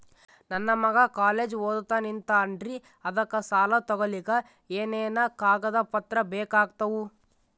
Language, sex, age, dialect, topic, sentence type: Kannada, male, 31-35, Northeastern, banking, question